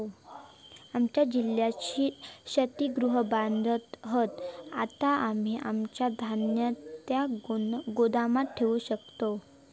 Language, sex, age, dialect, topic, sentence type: Marathi, female, 18-24, Southern Konkan, agriculture, statement